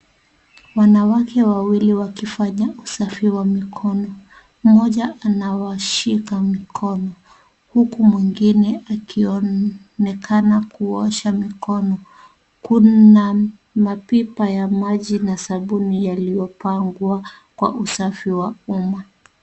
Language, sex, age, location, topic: Swahili, female, 36-49, Kisii, health